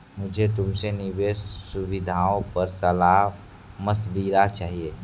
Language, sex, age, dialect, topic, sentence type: Hindi, male, 46-50, Kanauji Braj Bhasha, banking, statement